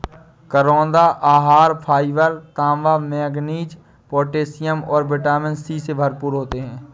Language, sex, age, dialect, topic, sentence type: Hindi, male, 25-30, Awadhi Bundeli, agriculture, statement